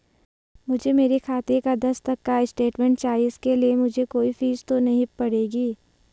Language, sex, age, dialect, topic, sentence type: Hindi, female, 18-24, Garhwali, banking, question